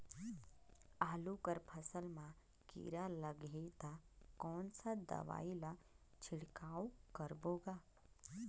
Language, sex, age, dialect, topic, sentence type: Chhattisgarhi, female, 31-35, Northern/Bhandar, agriculture, question